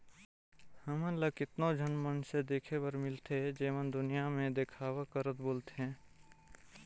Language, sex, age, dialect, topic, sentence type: Chhattisgarhi, male, 18-24, Northern/Bhandar, banking, statement